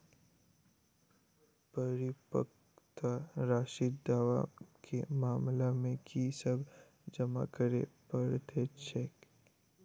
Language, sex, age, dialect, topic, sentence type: Maithili, male, 18-24, Southern/Standard, banking, question